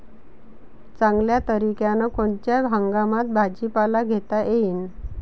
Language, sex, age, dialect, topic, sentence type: Marathi, female, 41-45, Varhadi, agriculture, question